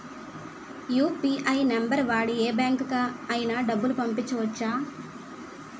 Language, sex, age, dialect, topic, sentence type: Telugu, female, 25-30, Utterandhra, banking, question